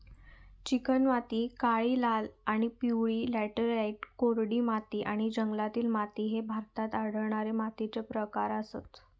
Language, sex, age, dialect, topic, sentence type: Marathi, female, 31-35, Southern Konkan, agriculture, statement